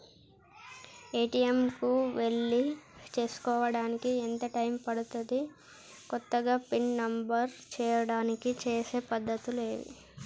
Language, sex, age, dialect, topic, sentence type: Telugu, male, 51-55, Telangana, banking, question